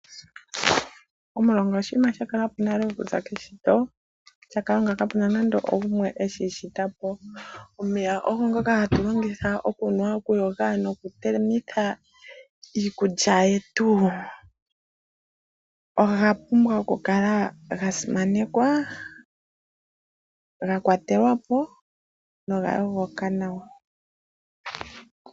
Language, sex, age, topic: Oshiwambo, female, 25-35, agriculture